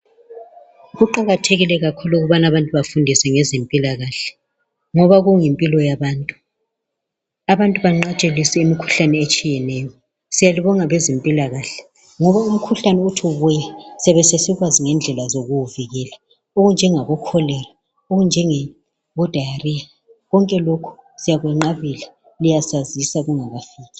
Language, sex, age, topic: North Ndebele, male, 36-49, health